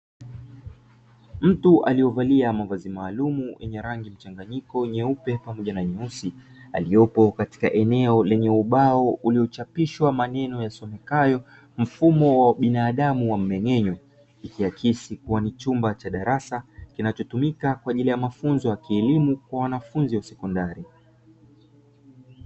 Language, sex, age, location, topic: Swahili, male, 25-35, Dar es Salaam, education